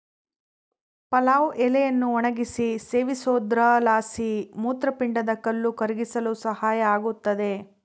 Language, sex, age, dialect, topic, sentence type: Kannada, female, 36-40, Central, agriculture, statement